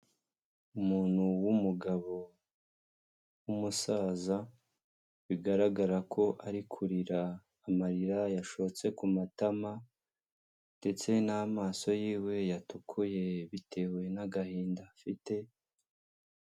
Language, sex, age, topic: Kinyarwanda, male, 18-24, health